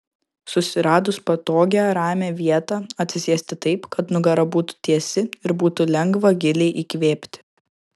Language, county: Lithuanian, Kaunas